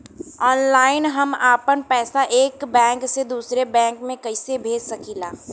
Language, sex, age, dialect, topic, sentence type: Bhojpuri, female, 18-24, Western, banking, question